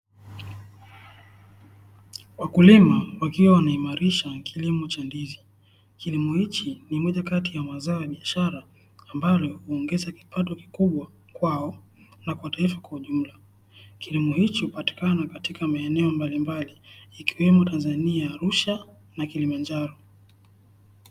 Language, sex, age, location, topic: Swahili, male, 18-24, Dar es Salaam, agriculture